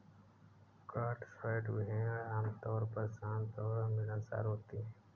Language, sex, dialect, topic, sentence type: Hindi, male, Awadhi Bundeli, agriculture, statement